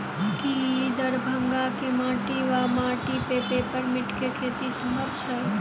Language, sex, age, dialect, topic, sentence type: Maithili, female, 18-24, Southern/Standard, agriculture, question